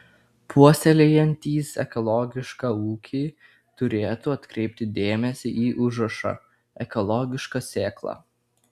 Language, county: Lithuanian, Klaipėda